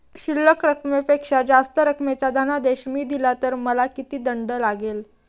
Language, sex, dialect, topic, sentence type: Marathi, female, Standard Marathi, banking, question